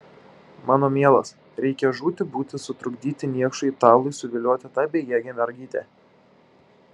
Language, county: Lithuanian, Šiauliai